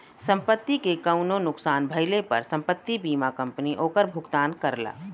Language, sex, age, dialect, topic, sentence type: Bhojpuri, female, 36-40, Western, banking, statement